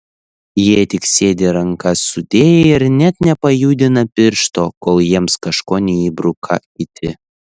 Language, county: Lithuanian, Šiauliai